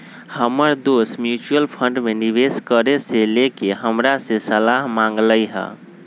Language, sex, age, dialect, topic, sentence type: Magahi, male, 25-30, Western, banking, statement